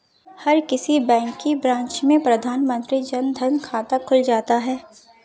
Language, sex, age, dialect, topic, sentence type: Hindi, female, 56-60, Marwari Dhudhari, banking, statement